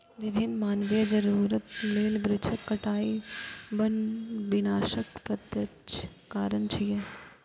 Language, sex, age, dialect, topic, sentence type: Maithili, female, 18-24, Eastern / Thethi, agriculture, statement